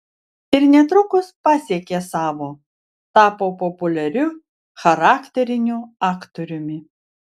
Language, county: Lithuanian, Vilnius